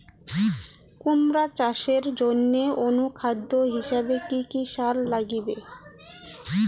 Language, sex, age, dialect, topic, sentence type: Bengali, female, 31-35, Rajbangshi, agriculture, question